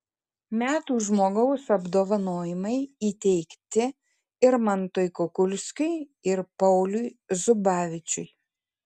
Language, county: Lithuanian, Kaunas